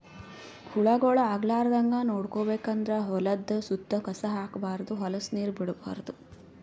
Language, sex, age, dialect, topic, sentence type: Kannada, female, 51-55, Northeastern, agriculture, statement